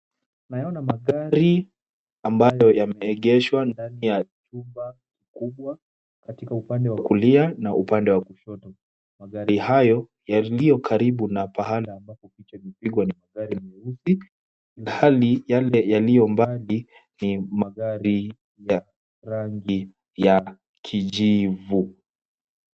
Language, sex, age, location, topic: Swahili, male, 18-24, Kisumu, finance